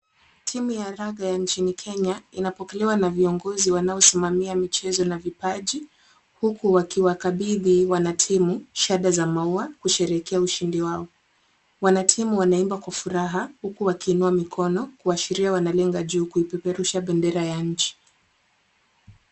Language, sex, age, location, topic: Swahili, female, 18-24, Kisumu, government